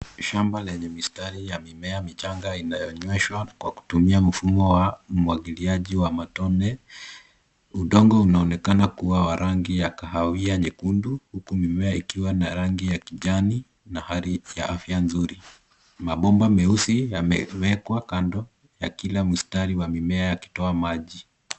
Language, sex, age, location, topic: Swahili, male, 18-24, Nairobi, agriculture